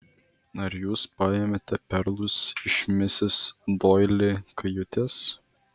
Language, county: Lithuanian, Vilnius